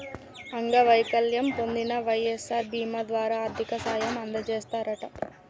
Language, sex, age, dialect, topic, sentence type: Telugu, male, 31-35, Telangana, banking, statement